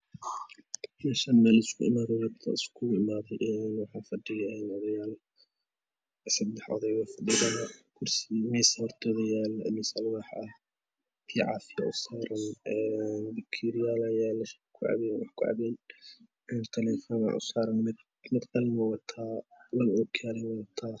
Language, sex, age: Somali, male, 18-24